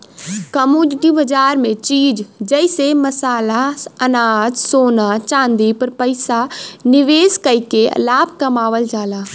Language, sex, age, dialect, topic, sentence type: Bhojpuri, female, 18-24, Western, banking, statement